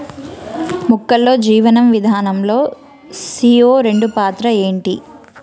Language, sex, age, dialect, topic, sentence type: Telugu, female, 31-35, Telangana, agriculture, question